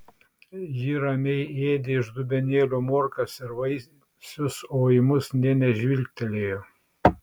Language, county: Lithuanian, Šiauliai